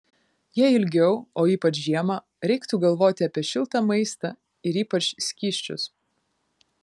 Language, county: Lithuanian, Kaunas